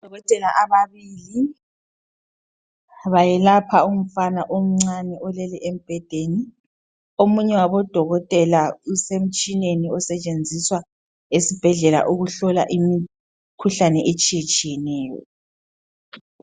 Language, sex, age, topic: North Ndebele, female, 25-35, health